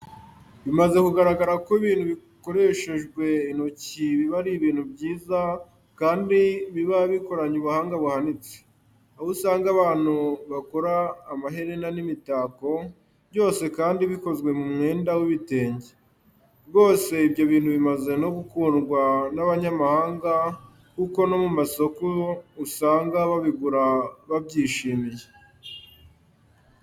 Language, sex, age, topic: Kinyarwanda, male, 18-24, education